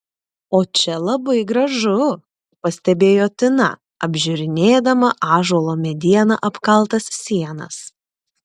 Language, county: Lithuanian, Klaipėda